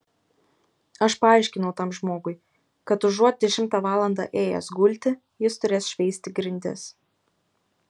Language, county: Lithuanian, Kaunas